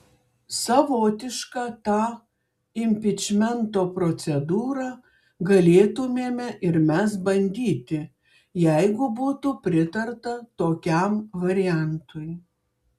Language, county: Lithuanian, Klaipėda